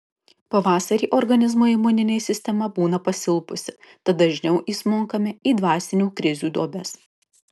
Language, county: Lithuanian, Kaunas